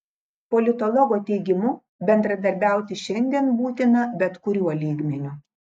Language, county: Lithuanian, Klaipėda